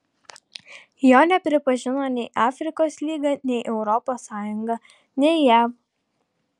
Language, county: Lithuanian, Klaipėda